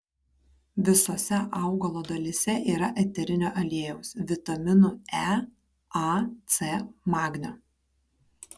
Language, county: Lithuanian, Kaunas